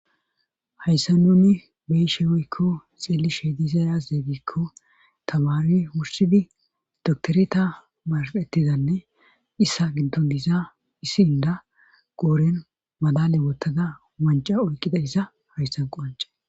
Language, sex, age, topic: Gamo, female, 36-49, government